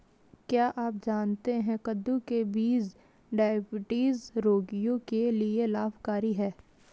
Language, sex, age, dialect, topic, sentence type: Hindi, female, 36-40, Kanauji Braj Bhasha, agriculture, statement